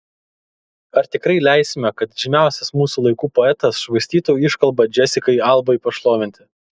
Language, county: Lithuanian, Kaunas